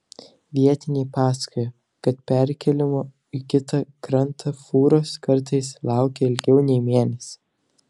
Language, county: Lithuanian, Telšiai